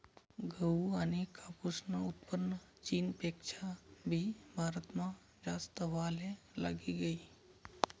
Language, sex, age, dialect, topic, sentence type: Marathi, male, 31-35, Northern Konkan, agriculture, statement